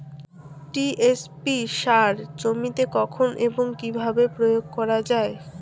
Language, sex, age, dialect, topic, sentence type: Bengali, female, 18-24, Rajbangshi, agriculture, question